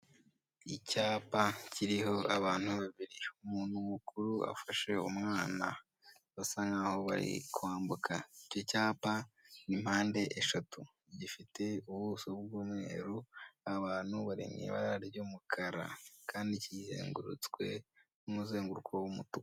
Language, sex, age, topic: Kinyarwanda, male, 18-24, government